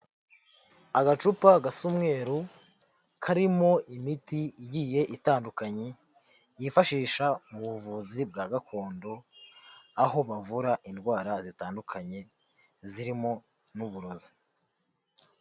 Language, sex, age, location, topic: Kinyarwanda, female, 18-24, Huye, health